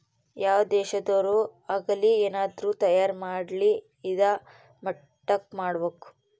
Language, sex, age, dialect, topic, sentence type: Kannada, female, 18-24, Central, banking, statement